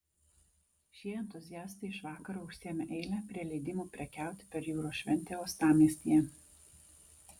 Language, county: Lithuanian, Vilnius